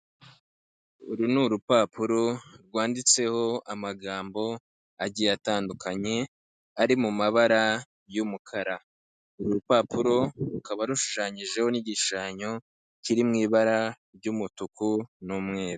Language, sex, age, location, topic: Kinyarwanda, male, 25-35, Kigali, finance